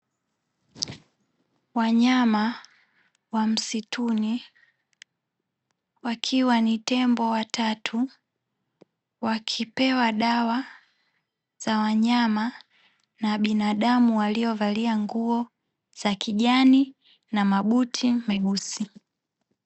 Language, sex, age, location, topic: Swahili, female, 18-24, Dar es Salaam, agriculture